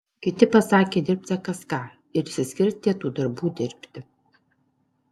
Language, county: Lithuanian, Alytus